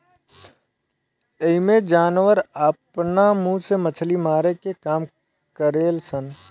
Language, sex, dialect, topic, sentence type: Bhojpuri, male, Southern / Standard, agriculture, statement